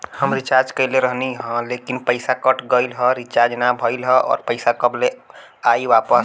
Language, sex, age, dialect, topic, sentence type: Bhojpuri, male, 18-24, Southern / Standard, banking, question